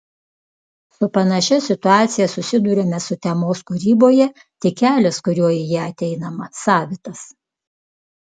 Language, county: Lithuanian, Klaipėda